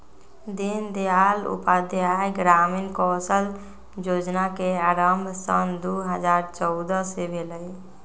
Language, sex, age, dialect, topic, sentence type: Magahi, female, 60-100, Western, banking, statement